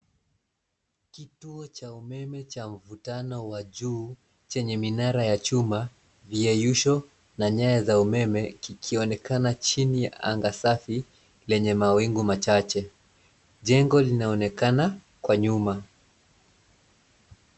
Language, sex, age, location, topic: Swahili, male, 25-35, Nairobi, government